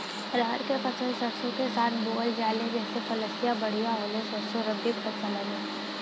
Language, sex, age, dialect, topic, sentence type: Bhojpuri, female, 18-24, Western, agriculture, question